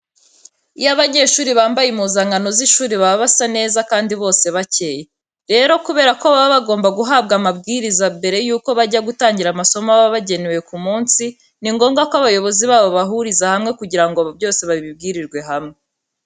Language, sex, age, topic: Kinyarwanda, female, 18-24, education